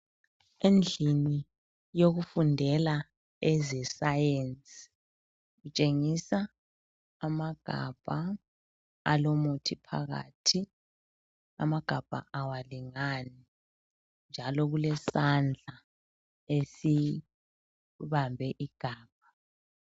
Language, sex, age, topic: North Ndebele, female, 36-49, health